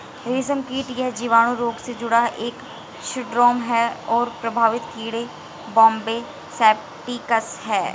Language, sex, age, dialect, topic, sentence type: Hindi, female, 18-24, Marwari Dhudhari, agriculture, statement